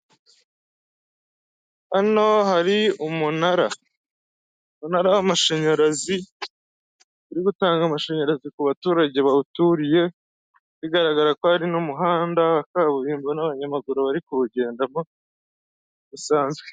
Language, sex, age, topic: Kinyarwanda, male, 25-35, government